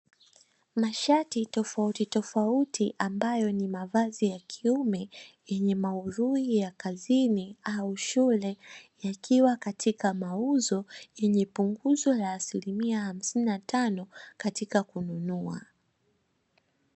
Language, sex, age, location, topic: Swahili, female, 18-24, Dar es Salaam, finance